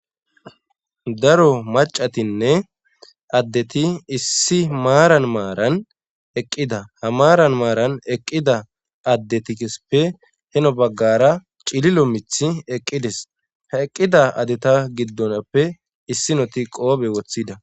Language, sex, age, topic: Gamo, male, 18-24, government